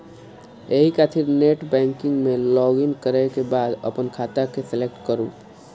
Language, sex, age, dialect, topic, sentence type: Maithili, male, 25-30, Eastern / Thethi, banking, statement